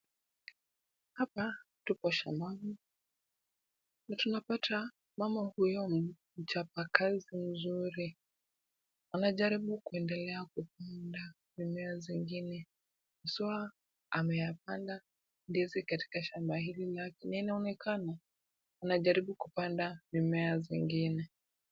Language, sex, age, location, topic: Swahili, female, 18-24, Kisumu, agriculture